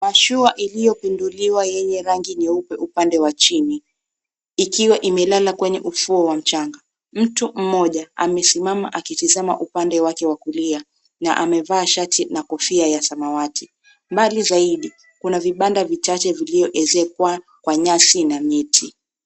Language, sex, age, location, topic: Swahili, female, 25-35, Mombasa, government